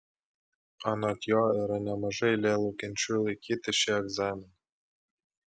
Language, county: Lithuanian, Klaipėda